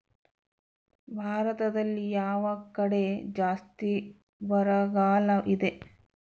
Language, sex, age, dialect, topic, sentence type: Kannada, male, 31-35, Central, agriculture, question